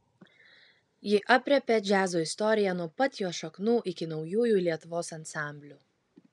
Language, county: Lithuanian, Kaunas